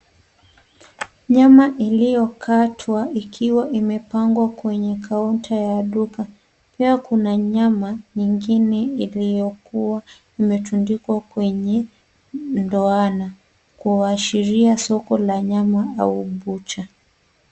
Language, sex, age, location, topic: Swahili, female, 25-35, Nairobi, finance